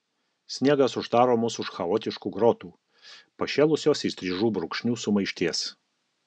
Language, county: Lithuanian, Alytus